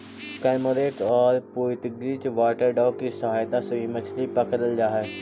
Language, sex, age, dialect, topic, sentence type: Magahi, male, 25-30, Central/Standard, agriculture, statement